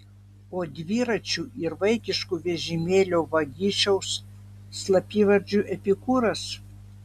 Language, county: Lithuanian, Vilnius